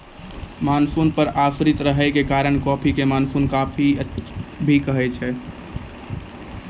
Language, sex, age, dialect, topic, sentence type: Maithili, male, 18-24, Angika, agriculture, statement